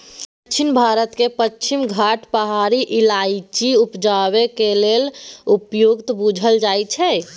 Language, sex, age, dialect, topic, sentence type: Maithili, female, 18-24, Bajjika, agriculture, statement